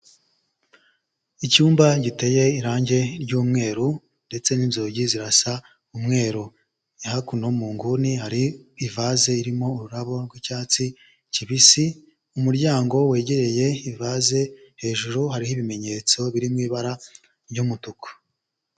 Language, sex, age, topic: Kinyarwanda, male, 18-24, health